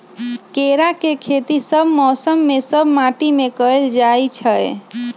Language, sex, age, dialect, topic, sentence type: Magahi, female, 25-30, Western, agriculture, statement